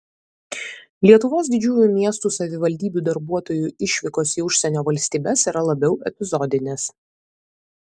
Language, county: Lithuanian, Vilnius